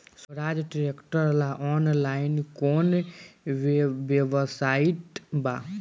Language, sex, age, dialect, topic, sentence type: Bhojpuri, male, 18-24, Southern / Standard, agriculture, question